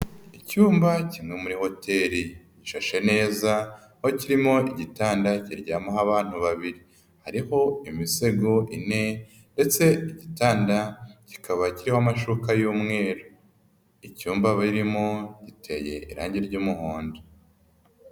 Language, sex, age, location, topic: Kinyarwanda, male, 25-35, Nyagatare, finance